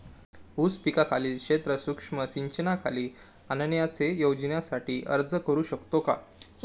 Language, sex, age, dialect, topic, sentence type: Marathi, male, 18-24, Standard Marathi, agriculture, question